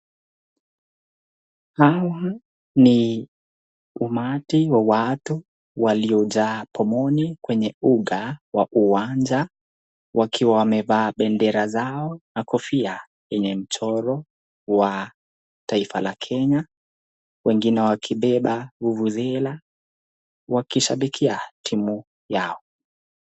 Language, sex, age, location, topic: Swahili, male, 18-24, Nakuru, government